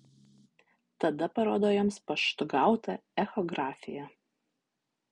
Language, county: Lithuanian, Utena